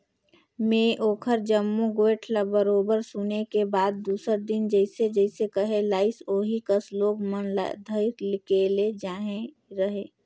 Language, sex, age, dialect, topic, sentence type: Chhattisgarhi, female, 18-24, Northern/Bhandar, banking, statement